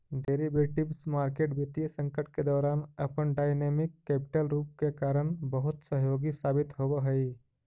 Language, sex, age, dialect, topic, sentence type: Magahi, male, 25-30, Central/Standard, banking, statement